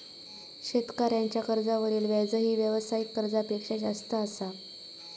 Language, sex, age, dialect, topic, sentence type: Marathi, female, 41-45, Southern Konkan, banking, statement